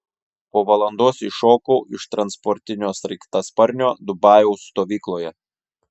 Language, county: Lithuanian, Šiauliai